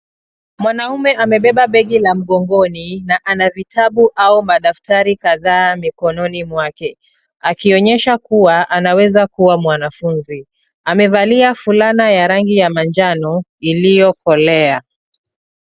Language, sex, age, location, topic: Swahili, female, 36-49, Nairobi, education